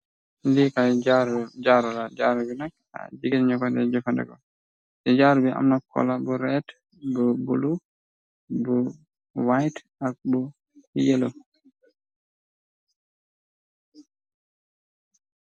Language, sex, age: Wolof, male, 25-35